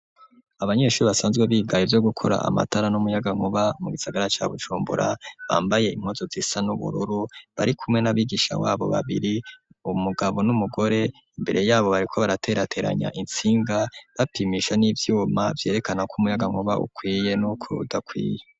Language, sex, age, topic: Rundi, male, 25-35, education